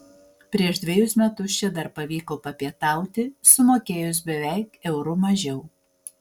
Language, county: Lithuanian, Vilnius